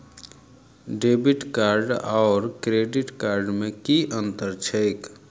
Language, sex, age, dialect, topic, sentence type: Maithili, male, 31-35, Southern/Standard, banking, question